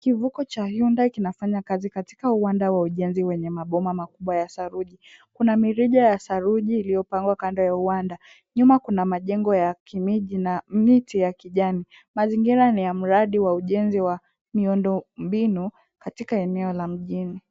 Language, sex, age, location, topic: Swahili, female, 18-24, Kisumu, government